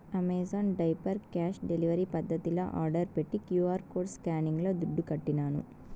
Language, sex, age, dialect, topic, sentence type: Telugu, female, 18-24, Southern, banking, statement